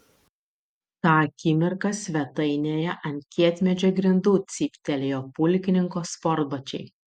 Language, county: Lithuanian, Utena